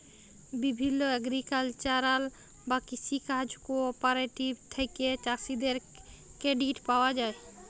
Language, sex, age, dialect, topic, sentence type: Bengali, female, 25-30, Jharkhandi, agriculture, statement